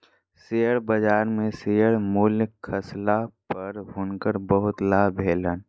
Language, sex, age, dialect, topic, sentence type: Maithili, female, 25-30, Southern/Standard, banking, statement